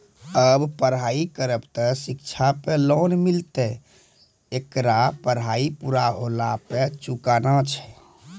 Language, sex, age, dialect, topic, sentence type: Maithili, male, 25-30, Angika, banking, question